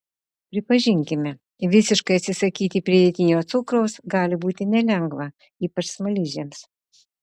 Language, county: Lithuanian, Utena